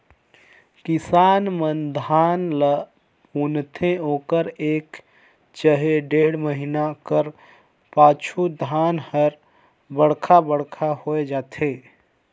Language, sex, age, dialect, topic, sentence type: Chhattisgarhi, male, 56-60, Northern/Bhandar, agriculture, statement